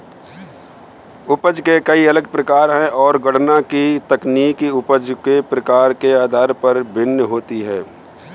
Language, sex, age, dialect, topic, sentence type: Hindi, male, 31-35, Kanauji Braj Bhasha, banking, statement